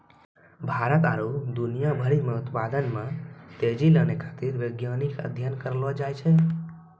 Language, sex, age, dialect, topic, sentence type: Maithili, male, 18-24, Angika, agriculture, statement